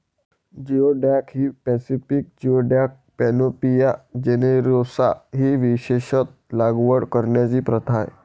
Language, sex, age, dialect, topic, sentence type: Marathi, male, 18-24, Varhadi, agriculture, statement